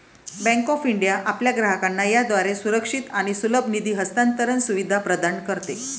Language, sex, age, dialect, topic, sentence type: Marathi, female, 56-60, Varhadi, banking, statement